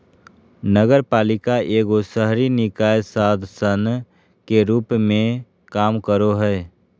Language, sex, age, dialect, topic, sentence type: Magahi, male, 18-24, Southern, banking, statement